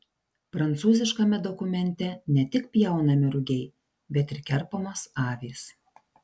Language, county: Lithuanian, Šiauliai